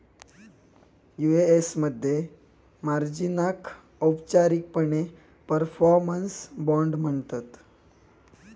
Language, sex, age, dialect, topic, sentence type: Marathi, male, 25-30, Southern Konkan, banking, statement